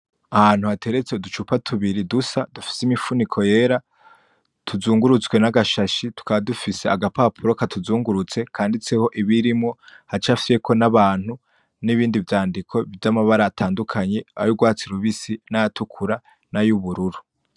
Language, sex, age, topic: Rundi, male, 18-24, agriculture